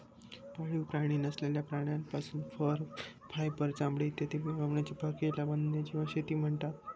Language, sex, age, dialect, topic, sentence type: Marathi, male, 25-30, Northern Konkan, agriculture, statement